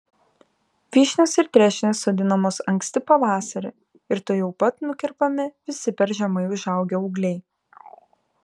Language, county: Lithuanian, Kaunas